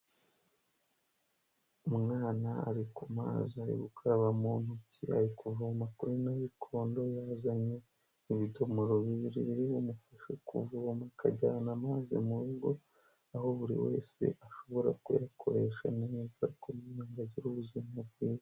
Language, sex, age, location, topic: Kinyarwanda, male, 25-35, Huye, health